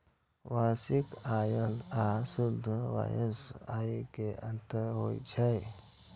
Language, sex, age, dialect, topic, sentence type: Maithili, male, 25-30, Eastern / Thethi, banking, statement